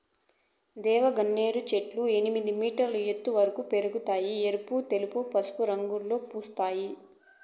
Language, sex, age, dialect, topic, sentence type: Telugu, female, 25-30, Southern, agriculture, statement